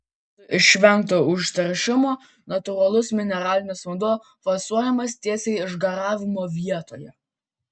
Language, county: Lithuanian, Vilnius